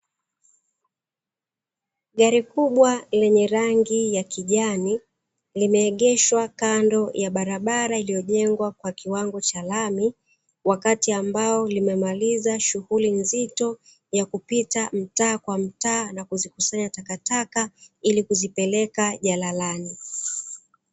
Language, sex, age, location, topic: Swahili, female, 36-49, Dar es Salaam, government